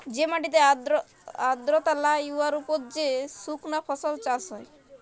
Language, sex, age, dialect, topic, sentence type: Bengali, male, 18-24, Jharkhandi, agriculture, statement